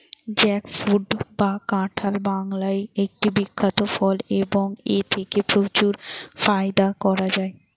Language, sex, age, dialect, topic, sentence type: Bengali, female, 18-24, Rajbangshi, agriculture, question